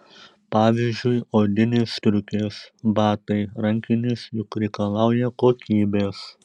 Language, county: Lithuanian, Šiauliai